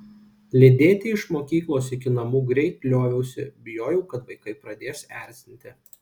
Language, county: Lithuanian, Kaunas